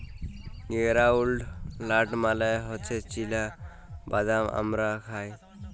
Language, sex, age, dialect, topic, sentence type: Bengali, male, 18-24, Jharkhandi, agriculture, statement